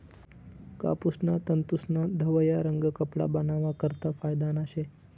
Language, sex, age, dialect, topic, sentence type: Marathi, male, 18-24, Northern Konkan, agriculture, statement